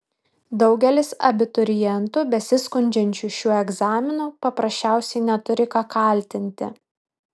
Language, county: Lithuanian, Vilnius